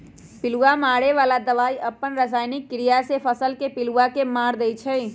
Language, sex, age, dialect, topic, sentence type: Magahi, female, 18-24, Western, agriculture, statement